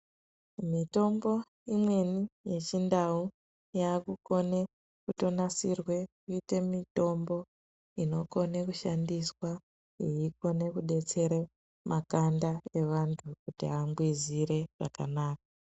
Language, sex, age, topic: Ndau, male, 18-24, health